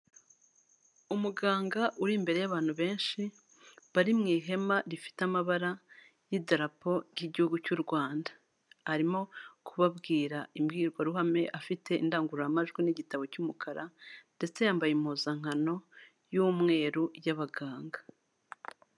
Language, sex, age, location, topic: Kinyarwanda, female, 36-49, Kigali, health